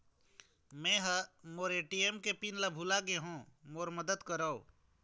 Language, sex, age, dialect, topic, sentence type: Chhattisgarhi, female, 46-50, Eastern, banking, statement